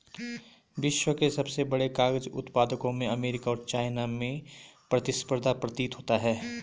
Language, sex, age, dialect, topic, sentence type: Hindi, male, 31-35, Garhwali, agriculture, statement